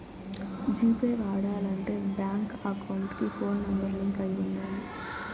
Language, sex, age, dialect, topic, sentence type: Telugu, male, 18-24, Southern, banking, statement